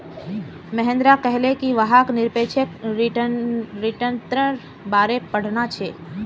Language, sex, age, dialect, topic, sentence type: Magahi, female, 18-24, Northeastern/Surjapuri, banking, statement